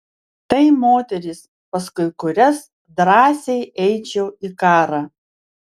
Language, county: Lithuanian, Vilnius